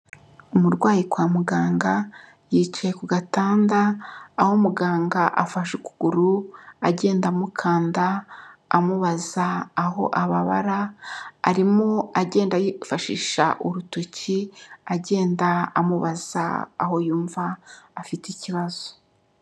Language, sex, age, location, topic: Kinyarwanda, female, 36-49, Kigali, health